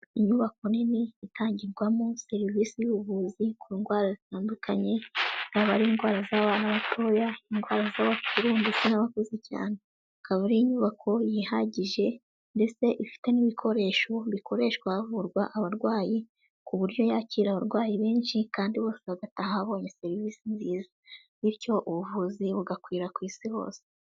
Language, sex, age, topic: Kinyarwanda, female, 18-24, health